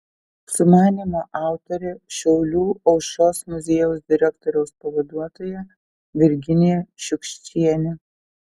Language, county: Lithuanian, Telšiai